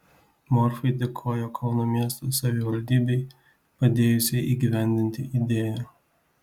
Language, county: Lithuanian, Kaunas